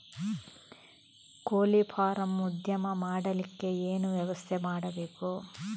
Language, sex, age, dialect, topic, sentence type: Kannada, female, 18-24, Coastal/Dakshin, agriculture, question